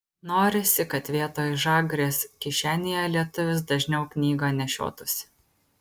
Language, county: Lithuanian, Kaunas